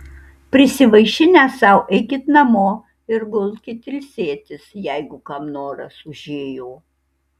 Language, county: Lithuanian, Kaunas